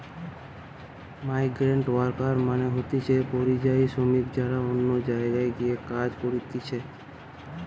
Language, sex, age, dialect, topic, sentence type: Bengali, male, 18-24, Western, agriculture, statement